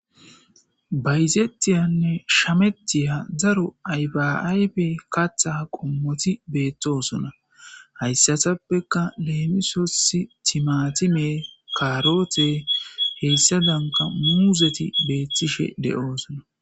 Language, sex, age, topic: Gamo, male, 18-24, agriculture